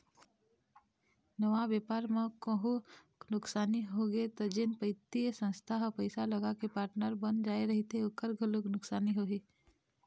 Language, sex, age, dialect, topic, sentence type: Chhattisgarhi, female, 25-30, Eastern, banking, statement